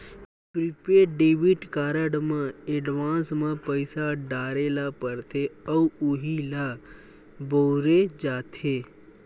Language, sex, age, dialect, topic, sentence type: Chhattisgarhi, male, 18-24, Western/Budati/Khatahi, banking, statement